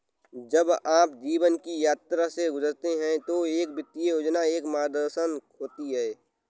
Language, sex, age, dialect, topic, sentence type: Hindi, male, 18-24, Awadhi Bundeli, banking, statement